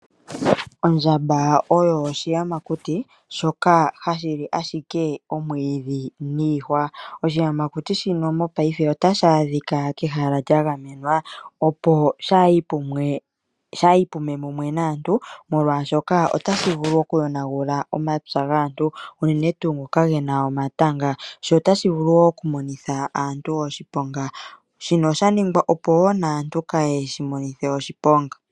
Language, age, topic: Oshiwambo, 25-35, agriculture